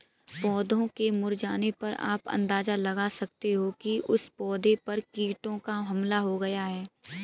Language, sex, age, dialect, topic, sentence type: Hindi, female, 18-24, Kanauji Braj Bhasha, agriculture, statement